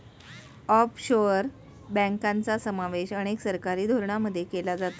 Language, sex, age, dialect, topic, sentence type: Marathi, female, 41-45, Standard Marathi, banking, statement